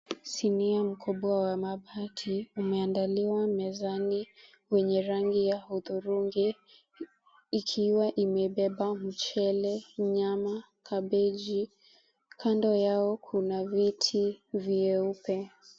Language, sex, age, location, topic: Swahili, female, 18-24, Mombasa, agriculture